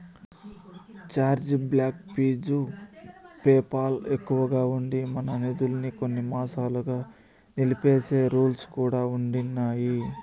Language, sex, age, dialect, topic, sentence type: Telugu, male, 25-30, Southern, banking, statement